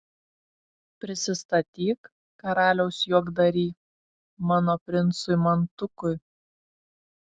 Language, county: Lithuanian, Šiauliai